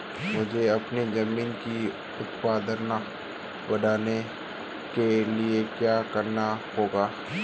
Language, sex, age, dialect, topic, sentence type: Hindi, male, 25-30, Marwari Dhudhari, agriculture, question